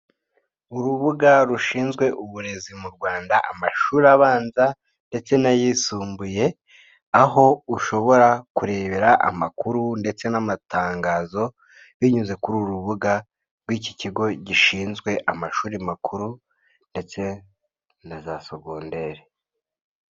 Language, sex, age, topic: Kinyarwanda, male, 25-35, government